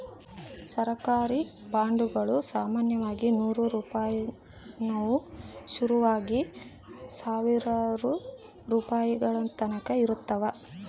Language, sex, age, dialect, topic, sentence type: Kannada, female, 25-30, Central, banking, statement